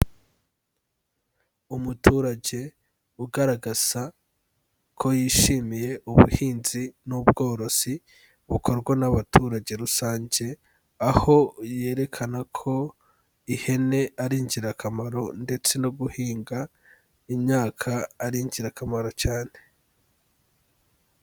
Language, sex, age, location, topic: Kinyarwanda, male, 18-24, Kigali, agriculture